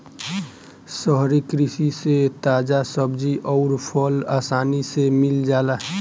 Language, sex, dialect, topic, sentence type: Bhojpuri, male, Northern, agriculture, statement